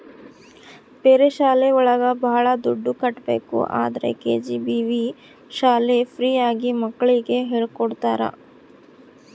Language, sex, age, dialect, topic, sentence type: Kannada, female, 31-35, Central, banking, statement